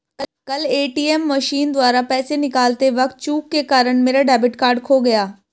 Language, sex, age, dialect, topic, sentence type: Hindi, female, 18-24, Marwari Dhudhari, banking, statement